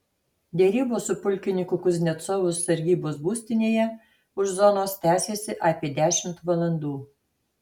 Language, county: Lithuanian, Alytus